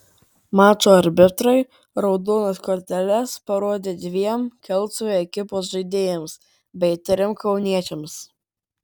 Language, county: Lithuanian, Vilnius